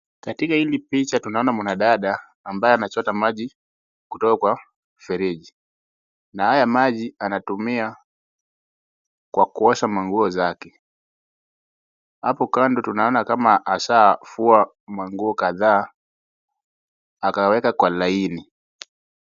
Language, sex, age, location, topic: Swahili, male, 18-24, Wajir, health